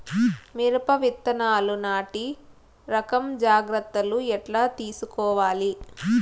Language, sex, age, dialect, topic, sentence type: Telugu, female, 18-24, Southern, agriculture, question